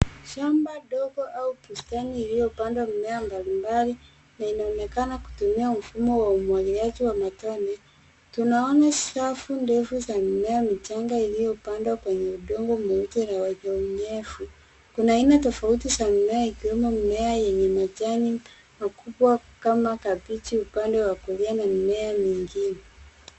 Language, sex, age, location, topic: Swahili, female, 18-24, Nairobi, agriculture